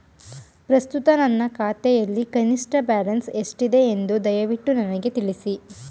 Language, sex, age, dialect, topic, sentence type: Kannada, female, 18-24, Mysore Kannada, banking, statement